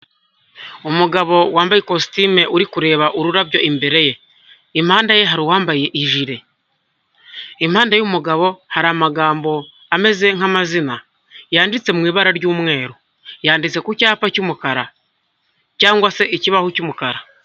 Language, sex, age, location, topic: Kinyarwanda, male, 25-35, Huye, health